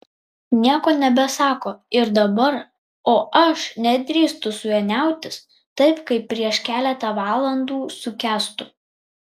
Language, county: Lithuanian, Vilnius